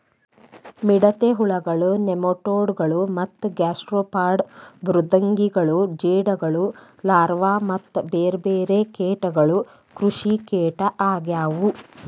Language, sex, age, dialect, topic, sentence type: Kannada, female, 41-45, Dharwad Kannada, agriculture, statement